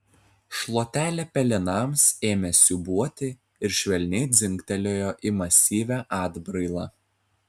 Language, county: Lithuanian, Telšiai